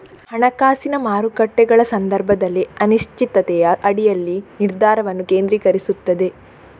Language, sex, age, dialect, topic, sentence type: Kannada, female, 18-24, Coastal/Dakshin, banking, statement